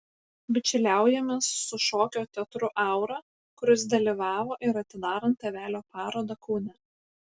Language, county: Lithuanian, Panevėžys